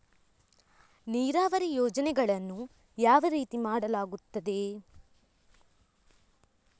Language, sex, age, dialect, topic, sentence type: Kannada, female, 31-35, Coastal/Dakshin, agriculture, question